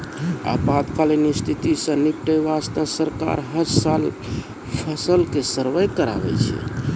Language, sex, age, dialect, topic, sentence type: Maithili, male, 46-50, Angika, agriculture, statement